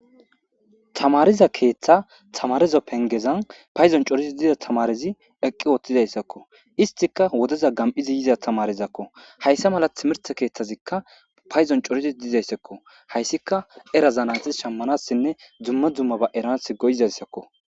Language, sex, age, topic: Gamo, male, 18-24, government